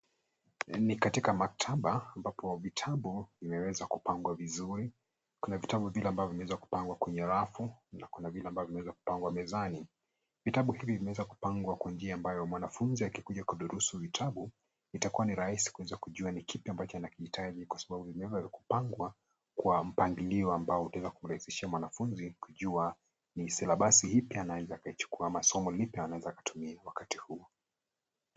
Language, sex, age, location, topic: Swahili, male, 25-35, Nairobi, education